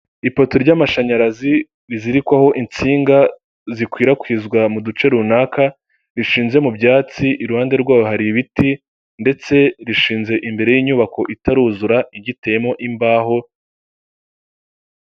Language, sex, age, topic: Kinyarwanda, male, 18-24, government